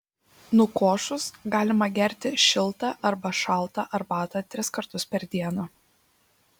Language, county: Lithuanian, Šiauliai